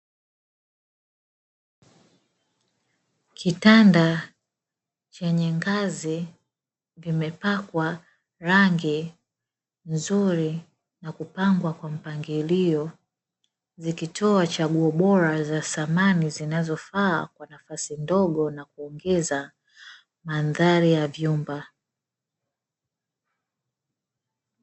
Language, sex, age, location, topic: Swahili, female, 18-24, Dar es Salaam, finance